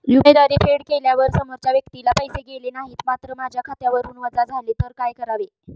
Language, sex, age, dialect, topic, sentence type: Marathi, female, 25-30, Standard Marathi, banking, question